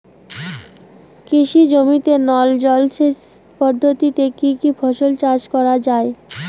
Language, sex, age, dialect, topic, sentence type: Bengali, female, 18-24, Rajbangshi, agriculture, question